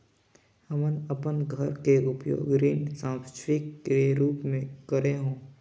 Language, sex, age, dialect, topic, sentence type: Chhattisgarhi, male, 18-24, Northern/Bhandar, banking, statement